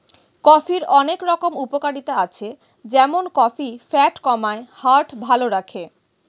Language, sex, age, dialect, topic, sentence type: Bengali, female, 31-35, Standard Colloquial, agriculture, statement